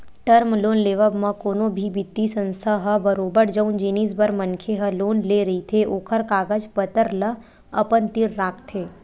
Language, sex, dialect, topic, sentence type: Chhattisgarhi, female, Western/Budati/Khatahi, banking, statement